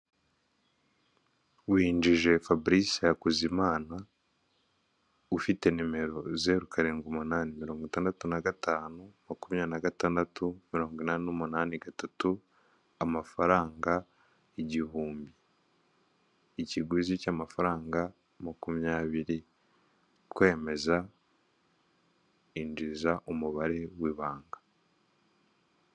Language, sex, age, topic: Kinyarwanda, male, 25-35, finance